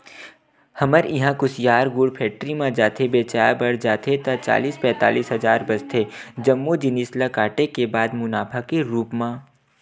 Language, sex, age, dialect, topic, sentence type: Chhattisgarhi, male, 18-24, Western/Budati/Khatahi, banking, statement